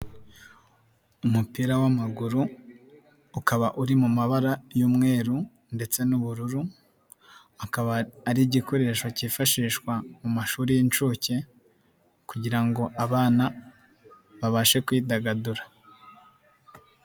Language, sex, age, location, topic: Kinyarwanda, male, 18-24, Nyagatare, education